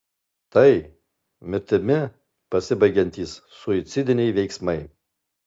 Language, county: Lithuanian, Alytus